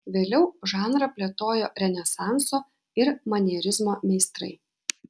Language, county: Lithuanian, Vilnius